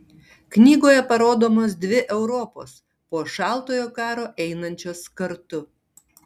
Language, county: Lithuanian, Tauragė